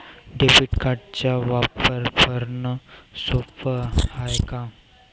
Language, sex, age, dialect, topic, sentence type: Marathi, male, 18-24, Varhadi, banking, question